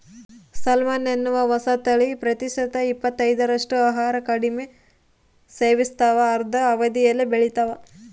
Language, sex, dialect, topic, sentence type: Kannada, female, Central, agriculture, statement